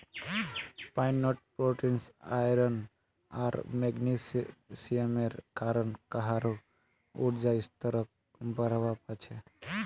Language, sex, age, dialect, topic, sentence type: Magahi, male, 31-35, Northeastern/Surjapuri, agriculture, statement